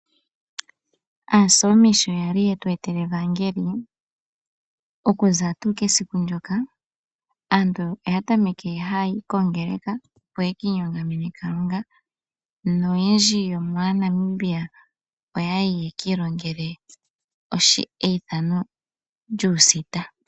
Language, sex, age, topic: Oshiwambo, female, 18-24, agriculture